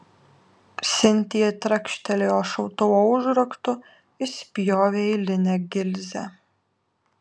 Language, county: Lithuanian, Alytus